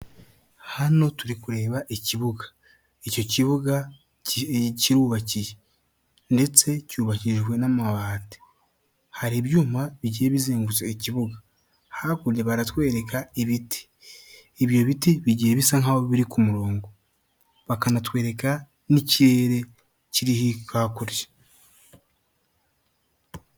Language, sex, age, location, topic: Kinyarwanda, male, 25-35, Kigali, government